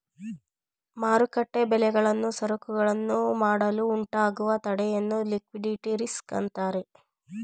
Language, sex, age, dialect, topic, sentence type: Kannada, female, 25-30, Mysore Kannada, banking, statement